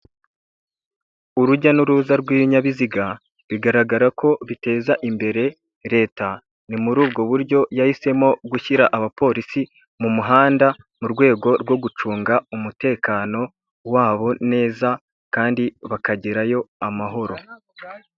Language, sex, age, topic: Kinyarwanda, male, 18-24, government